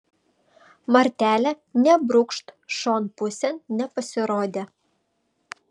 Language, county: Lithuanian, Vilnius